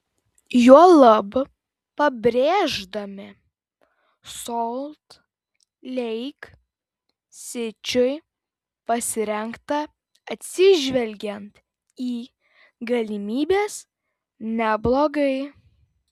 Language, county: Lithuanian, Vilnius